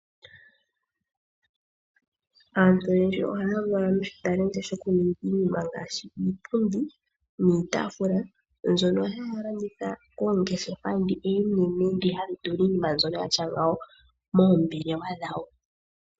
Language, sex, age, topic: Oshiwambo, female, 18-24, finance